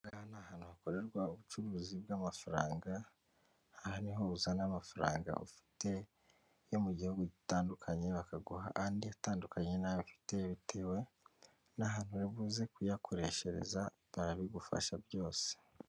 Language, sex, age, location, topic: Kinyarwanda, male, 25-35, Kigali, finance